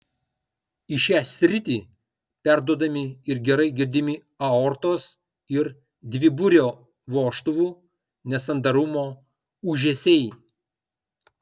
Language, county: Lithuanian, Kaunas